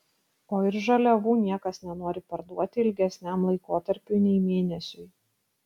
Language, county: Lithuanian, Kaunas